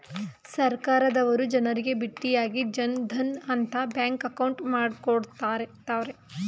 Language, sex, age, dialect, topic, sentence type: Kannada, female, 31-35, Mysore Kannada, banking, statement